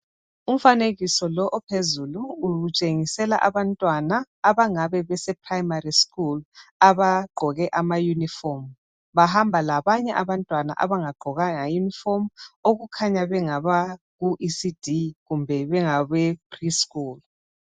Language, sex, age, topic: North Ndebele, female, 36-49, education